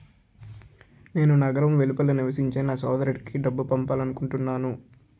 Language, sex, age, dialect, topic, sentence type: Telugu, male, 46-50, Utterandhra, banking, statement